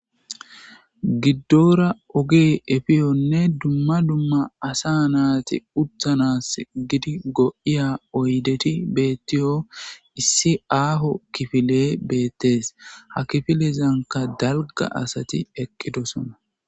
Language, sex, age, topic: Gamo, male, 25-35, government